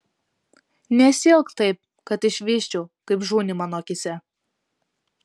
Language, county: Lithuanian, Vilnius